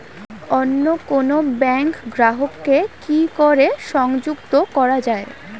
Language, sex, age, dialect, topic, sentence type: Bengali, female, <18, Rajbangshi, banking, question